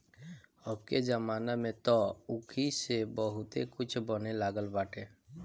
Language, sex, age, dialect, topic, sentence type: Bhojpuri, female, 25-30, Northern, agriculture, statement